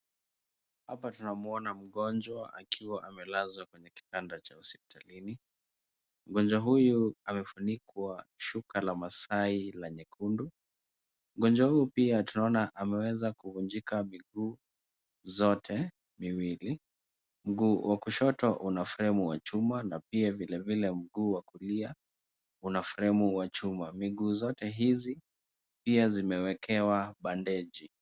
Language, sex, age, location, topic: Swahili, male, 18-24, Nairobi, health